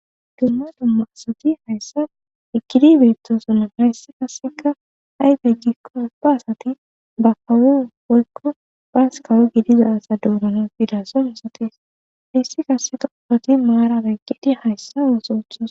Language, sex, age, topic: Gamo, female, 25-35, government